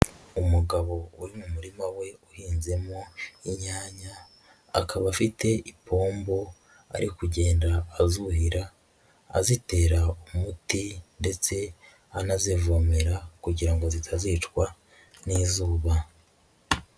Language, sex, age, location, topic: Kinyarwanda, male, 25-35, Huye, agriculture